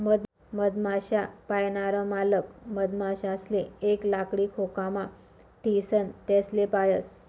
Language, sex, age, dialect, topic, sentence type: Marathi, female, 25-30, Northern Konkan, agriculture, statement